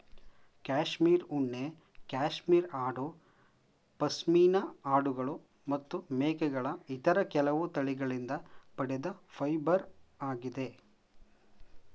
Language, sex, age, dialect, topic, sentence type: Kannada, male, 25-30, Mysore Kannada, agriculture, statement